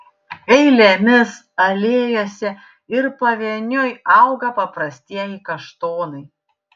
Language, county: Lithuanian, Panevėžys